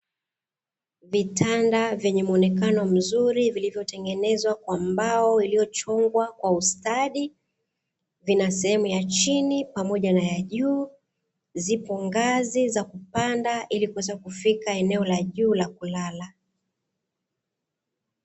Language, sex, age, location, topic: Swahili, female, 25-35, Dar es Salaam, finance